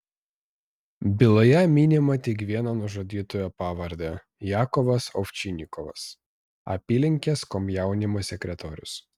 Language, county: Lithuanian, Vilnius